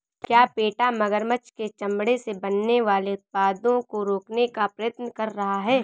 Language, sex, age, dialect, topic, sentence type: Hindi, male, 25-30, Awadhi Bundeli, agriculture, statement